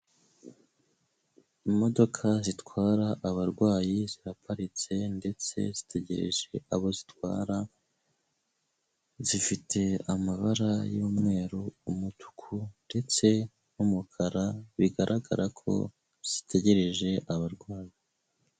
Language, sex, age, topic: Kinyarwanda, male, 25-35, government